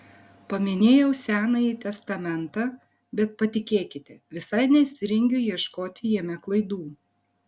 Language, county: Lithuanian, Kaunas